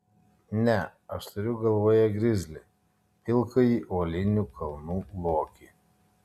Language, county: Lithuanian, Kaunas